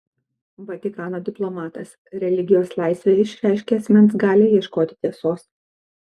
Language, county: Lithuanian, Kaunas